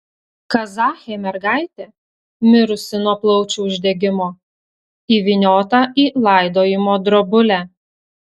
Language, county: Lithuanian, Telšiai